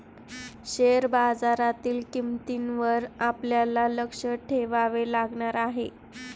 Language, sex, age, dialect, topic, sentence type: Marathi, female, 25-30, Standard Marathi, banking, statement